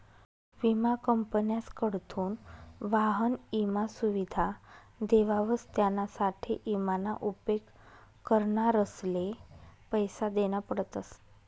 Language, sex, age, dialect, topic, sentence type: Marathi, female, 25-30, Northern Konkan, banking, statement